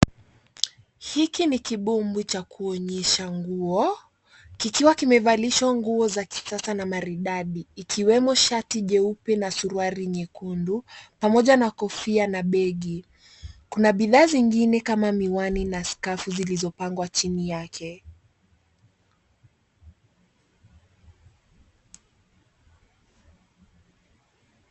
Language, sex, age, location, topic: Swahili, female, 25-35, Nairobi, finance